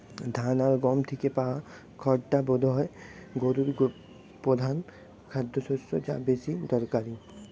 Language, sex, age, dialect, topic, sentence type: Bengali, male, 18-24, Western, agriculture, statement